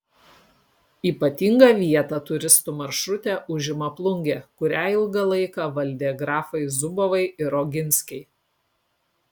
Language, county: Lithuanian, Kaunas